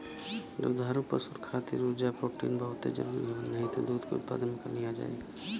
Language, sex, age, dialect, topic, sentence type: Bhojpuri, male, 25-30, Western, agriculture, statement